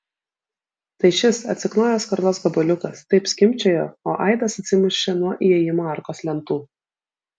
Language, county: Lithuanian, Vilnius